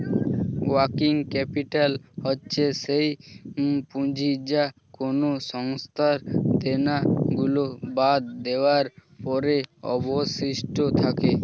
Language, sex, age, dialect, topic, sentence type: Bengali, male, 18-24, Standard Colloquial, banking, statement